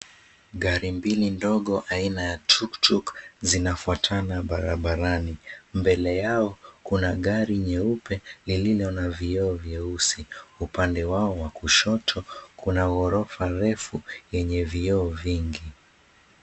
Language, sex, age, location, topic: Swahili, male, 18-24, Mombasa, government